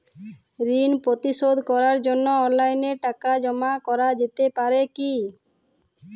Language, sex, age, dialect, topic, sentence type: Bengali, female, 31-35, Jharkhandi, banking, question